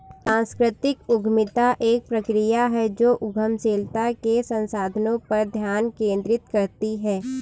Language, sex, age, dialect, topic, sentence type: Hindi, female, 18-24, Kanauji Braj Bhasha, banking, statement